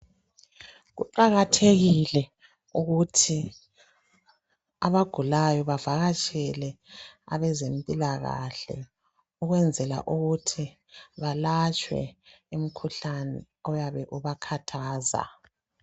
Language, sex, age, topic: North Ndebele, male, 25-35, health